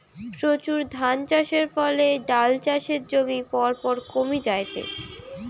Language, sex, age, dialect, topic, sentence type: Bengali, female, <18, Western, agriculture, statement